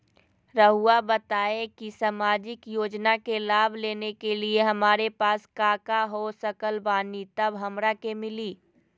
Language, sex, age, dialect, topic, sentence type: Magahi, female, 18-24, Southern, banking, question